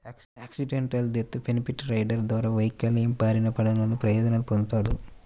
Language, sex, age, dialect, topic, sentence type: Telugu, male, 18-24, Central/Coastal, banking, statement